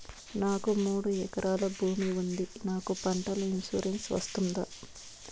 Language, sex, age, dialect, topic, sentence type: Telugu, female, 25-30, Southern, agriculture, question